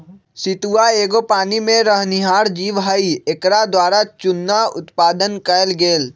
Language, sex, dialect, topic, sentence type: Magahi, male, Western, agriculture, statement